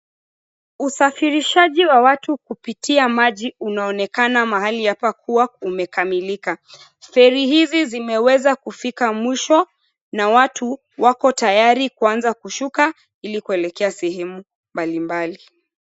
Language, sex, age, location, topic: Swahili, female, 25-35, Mombasa, government